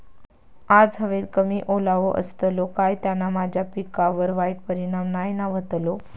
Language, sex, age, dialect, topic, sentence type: Marathi, female, 25-30, Southern Konkan, agriculture, question